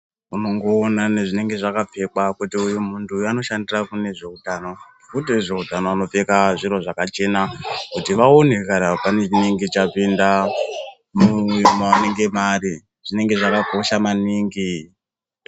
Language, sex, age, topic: Ndau, male, 18-24, health